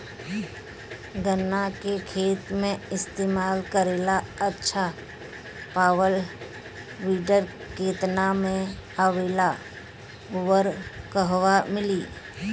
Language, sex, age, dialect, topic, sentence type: Bhojpuri, female, 36-40, Northern, agriculture, question